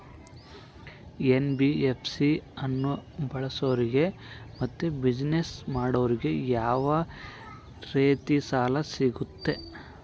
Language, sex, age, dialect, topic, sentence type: Kannada, male, 51-55, Central, banking, question